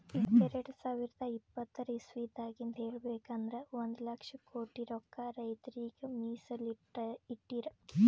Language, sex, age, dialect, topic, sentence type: Kannada, female, 18-24, Northeastern, agriculture, statement